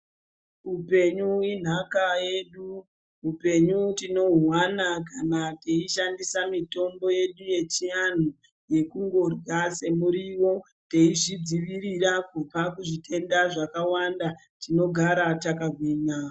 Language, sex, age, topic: Ndau, female, 25-35, health